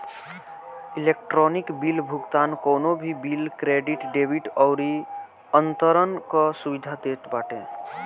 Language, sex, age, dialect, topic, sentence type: Bhojpuri, male, <18, Northern, banking, statement